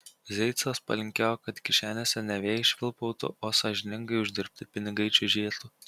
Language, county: Lithuanian, Kaunas